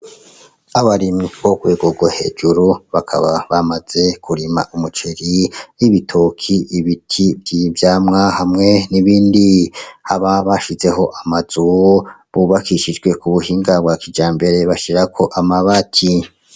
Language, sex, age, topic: Rundi, male, 36-49, agriculture